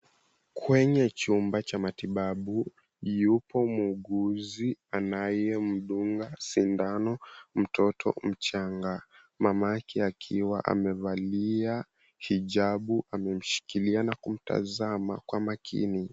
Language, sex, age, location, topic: Swahili, male, 18-24, Mombasa, health